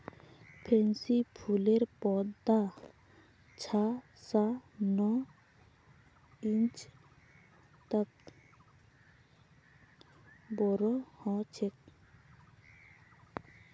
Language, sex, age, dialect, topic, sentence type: Magahi, female, 18-24, Northeastern/Surjapuri, agriculture, statement